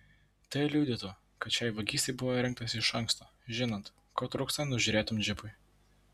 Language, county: Lithuanian, Vilnius